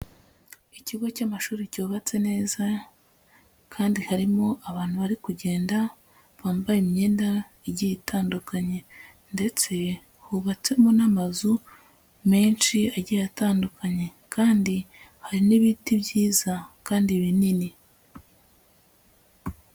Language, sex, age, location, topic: Kinyarwanda, female, 18-24, Huye, education